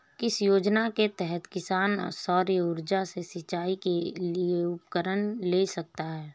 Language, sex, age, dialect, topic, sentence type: Hindi, female, 31-35, Marwari Dhudhari, agriculture, question